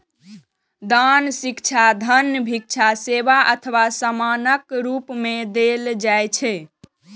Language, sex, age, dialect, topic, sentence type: Maithili, female, 18-24, Eastern / Thethi, banking, statement